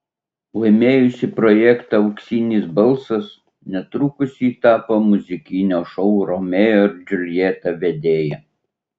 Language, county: Lithuanian, Utena